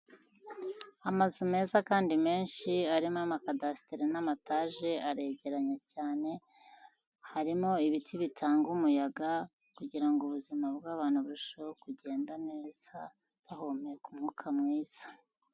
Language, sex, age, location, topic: Kinyarwanda, female, 50+, Kigali, government